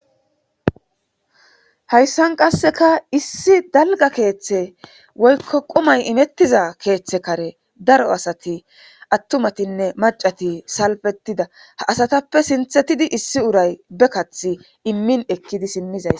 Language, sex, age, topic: Gamo, female, 25-35, government